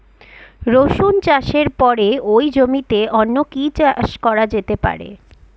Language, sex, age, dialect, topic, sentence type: Bengali, female, 36-40, Rajbangshi, agriculture, question